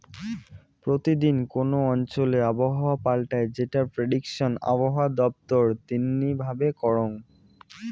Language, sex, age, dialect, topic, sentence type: Bengali, male, 18-24, Rajbangshi, agriculture, statement